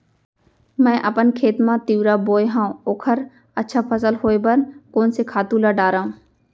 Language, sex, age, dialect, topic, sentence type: Chhattisgarhi, female, 25-30, Central, agriculture, question